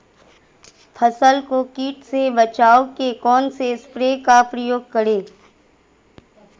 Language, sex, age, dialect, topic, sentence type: Hindi, female, 25-30, Marwari Dhudhari, agriculture, question